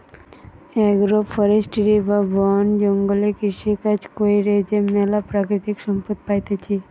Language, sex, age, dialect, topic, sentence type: Bengali, female, 18-24, Western, agriculture, statement